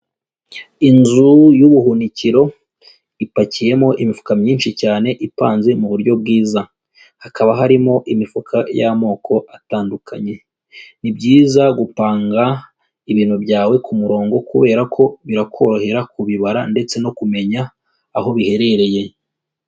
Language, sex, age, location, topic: Kinyarwanda, female, 18-24, Kigali, agriculture